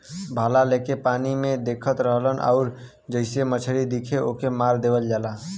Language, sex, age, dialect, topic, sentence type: Bhojpuri, male, 18-24, Western, agriculture, statement